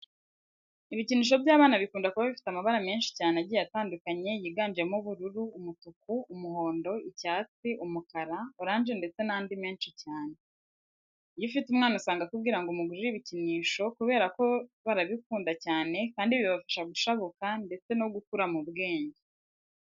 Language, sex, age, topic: Kinyarwanda, female, 18-24, education